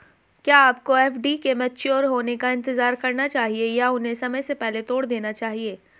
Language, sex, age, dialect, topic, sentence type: Hindi, female, 18-24, Hindustani Malvi Khadi Boli, banking, question